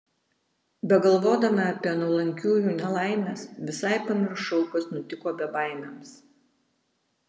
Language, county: Lithuanian, Vilnius